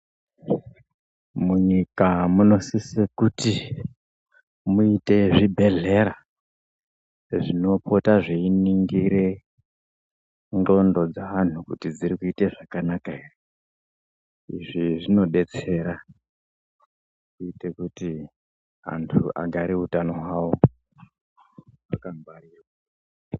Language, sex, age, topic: Ndau, female, 36-49, health